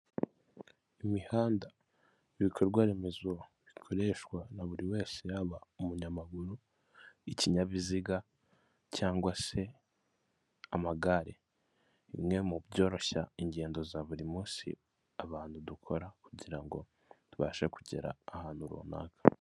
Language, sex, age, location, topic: Kinyarwanda, male, 25-35, Kigali, government